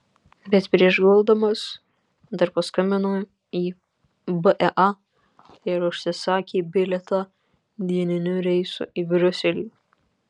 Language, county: Lithuanian, Panevėžys